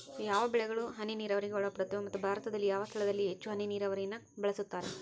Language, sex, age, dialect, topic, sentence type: Kannada, male, 18-24, Central, agriculture, question